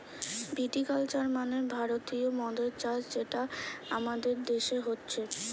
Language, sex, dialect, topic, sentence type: Bengali, female, Western, agriculture, statement